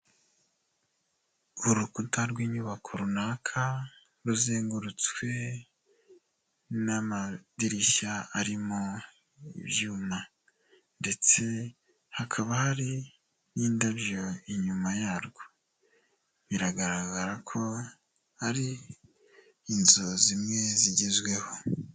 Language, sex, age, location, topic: Kinyarwanda, male, 18-24, Huye, agriculture